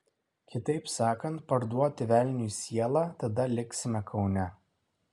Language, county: Lithuanian, Kaunas